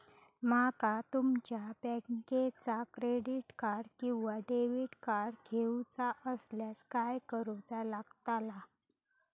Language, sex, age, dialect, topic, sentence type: Marathi, female, 25-30, Southern Konkan, banking, question